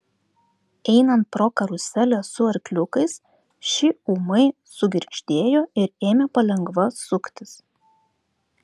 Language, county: Lithuanian, Klaipėda